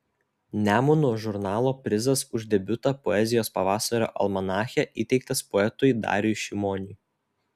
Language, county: Lithuanian, Telšiai